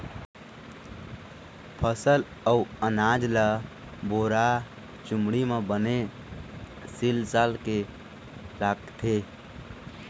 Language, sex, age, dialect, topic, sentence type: Chhattisgarhi, male, 25-30, Eastern, agriculture, statement